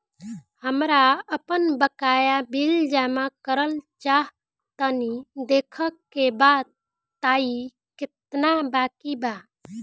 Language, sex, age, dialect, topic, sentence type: Bhojpuri, female, 18-24, Southern / Standard, banking, question